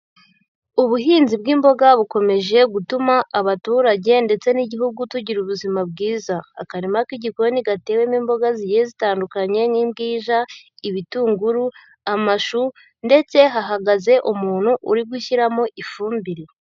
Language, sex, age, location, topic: Kinyarwanda, female, 18-24, Huye, agriculture